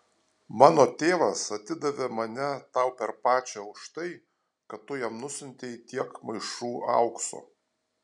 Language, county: Lithuanian, Alytus